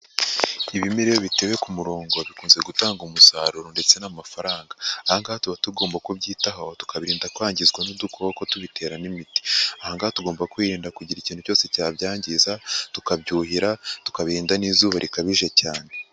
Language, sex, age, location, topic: Kinyarwanda, male, 25-35, Huye, agriculture